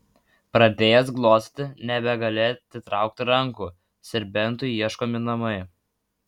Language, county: Lithuanian, Vilnius